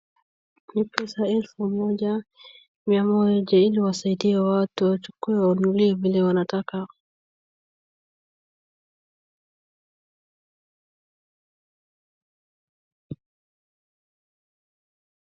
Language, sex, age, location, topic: Swahili, female, 25-35, Wajir, finance